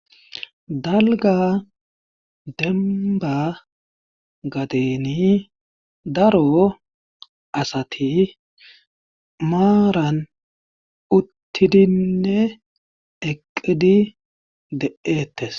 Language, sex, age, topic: Gamo, male, 25-35, government